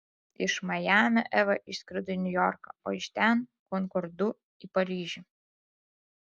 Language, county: Lithuanian, Alytus